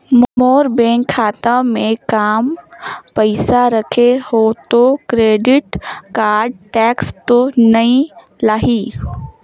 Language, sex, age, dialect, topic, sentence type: Chhattisgarhi, female, 18-24, Northern/Bhandar, banking, question